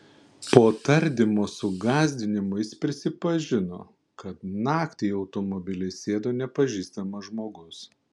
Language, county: Lithuanian, Panevėžys